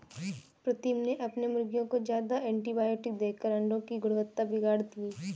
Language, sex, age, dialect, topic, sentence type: Hindi, female, 18-24, Kanauji Braj Bhasha, agriculture, statement